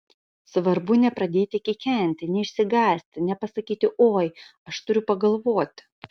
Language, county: Lithuanian, Kaunas